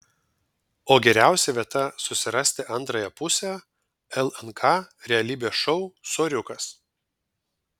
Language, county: Lithuanian, Vilnius